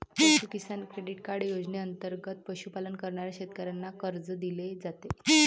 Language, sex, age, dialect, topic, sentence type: Marathi, male, 25-30, Varhadi, agriculture, statement